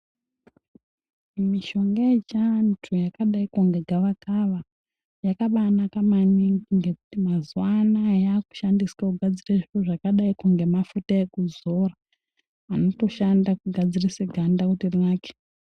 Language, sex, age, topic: Ndau, female, 18-24, health